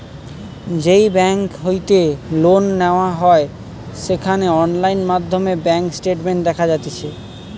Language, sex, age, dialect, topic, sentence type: Bengali, male, 18-24, Western, banking, statement